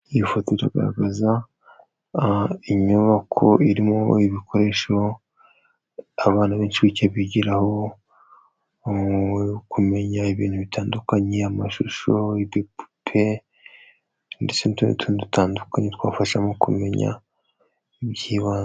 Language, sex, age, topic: Kinyarwanda, male, 18-24, education